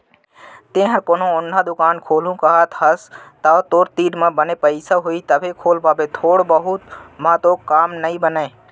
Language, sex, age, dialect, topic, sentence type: Chhattisgarhi, male, 25-30, Central, banking, statement